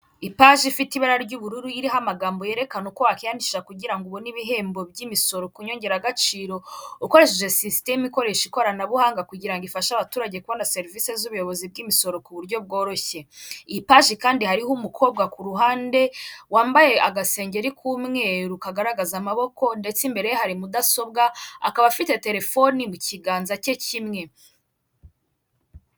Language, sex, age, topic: Kinyarwanda, female, 18-24, government